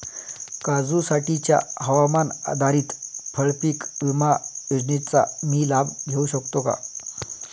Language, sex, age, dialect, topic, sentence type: Marathi, male, 31-35, Standard Marathi, agriculture, question